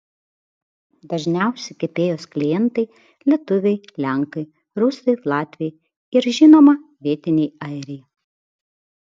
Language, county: Lithuanian, Vilnius